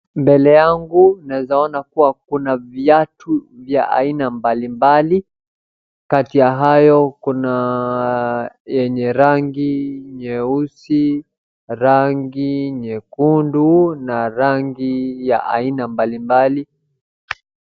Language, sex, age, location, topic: Swahili, male, 18-24, Wajir, finance